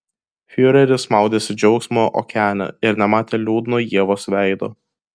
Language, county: Lithuanian, Kaunas